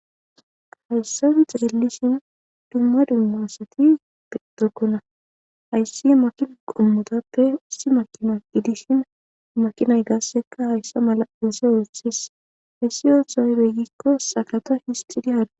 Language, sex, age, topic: Gamo, female, 25-35, government